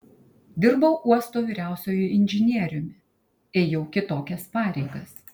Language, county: Lithuanian, Kaunas